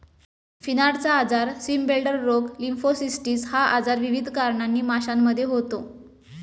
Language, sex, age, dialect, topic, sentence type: Marathi, female, 25-30, Standard Marathi, agriculture, statement